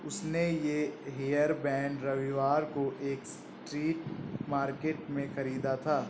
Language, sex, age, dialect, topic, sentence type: Hindi, male, 18-24, Awadhi Bundeli, agriculture, statement